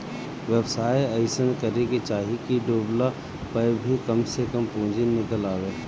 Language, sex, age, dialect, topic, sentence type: Bhojpuri, male, 36-40, Northern, banking, statement